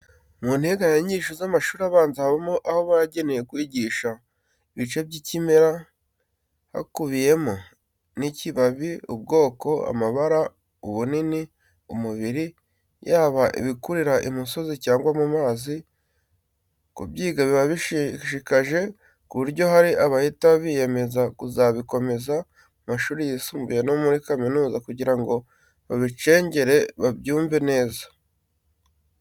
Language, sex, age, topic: Kinyarwanda, male, 18-24, education